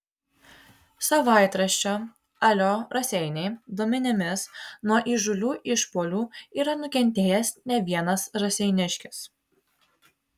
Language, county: Lithuanian, Vilnius